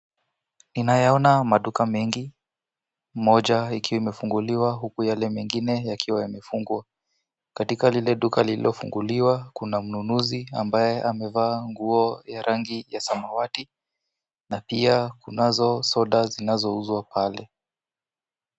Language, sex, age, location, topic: Swahili, male, 18-24, Kisumu, finance